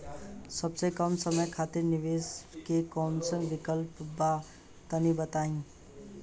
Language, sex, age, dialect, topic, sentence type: Bhojpuri, male, 18-24, Southern / Standard, banking, question